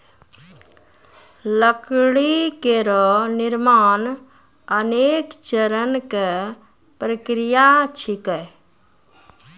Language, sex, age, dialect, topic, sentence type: Maithili, female, 41-45, Angika, agriculture, statement